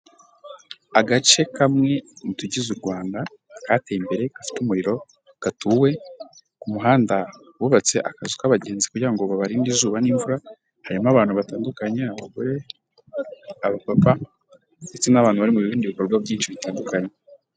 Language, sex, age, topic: Kinyarwanda, male, 18-24, government